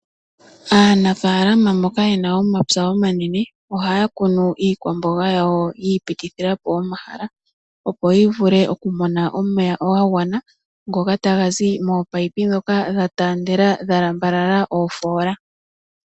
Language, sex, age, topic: Oshiwambo, female, 18-24, agriculture